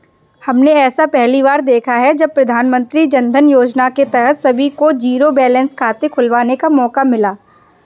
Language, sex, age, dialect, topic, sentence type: Hindi, female, 18-24, Kanauji Braj Bhasha, banking, statement